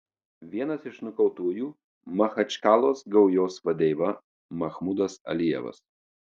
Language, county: Lithuanian, Marijampolė